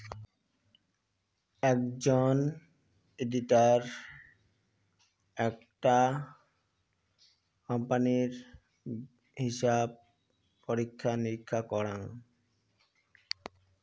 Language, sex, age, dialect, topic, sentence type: Bengali, male, 60-100, Rajbangshi, banking, statement